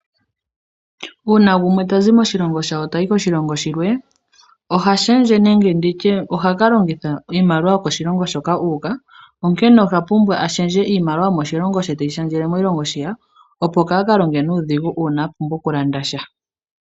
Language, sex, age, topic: Oshiwambo, female, 18-24, finance